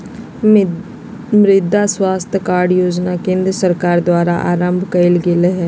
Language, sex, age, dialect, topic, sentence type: Magahi, female, 56-60, Southern, agriculture, statement